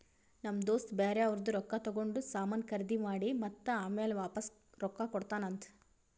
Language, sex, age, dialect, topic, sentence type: Kannada, female, 18-24, Northeastern, banking, statement